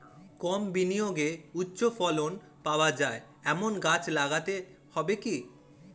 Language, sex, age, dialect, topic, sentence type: Bengali, male, 18-24, Standard Colloquial, agriculture, question